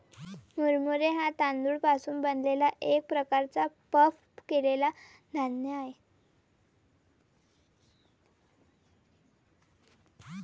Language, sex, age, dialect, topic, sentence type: Marathi, female, 18-24, Varhadi, agriculture, statement